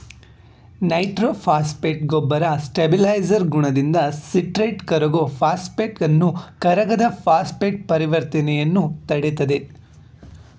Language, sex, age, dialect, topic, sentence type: Kannada, male, 18-24, Mysore Kannada, agriculture, statement